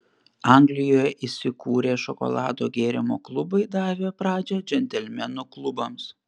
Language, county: Lithuanian, Panevėžys